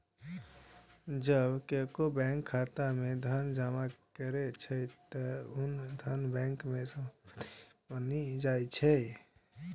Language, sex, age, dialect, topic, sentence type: Maithili, male, 25-30, Eastern / Thethi, banking, statement